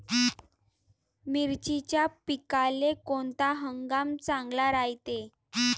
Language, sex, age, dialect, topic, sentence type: Marathi, female, 18-24, Varhadi, agriculture, question